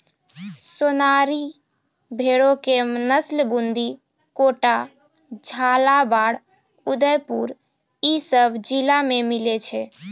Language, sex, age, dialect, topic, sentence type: Maithili, female, 31-35, Angika, agriculture, statement